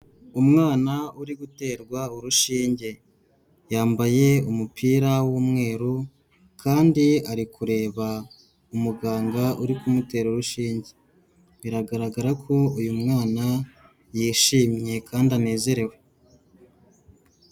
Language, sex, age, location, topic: Kinyarwanda, female, 36-49, Huye, health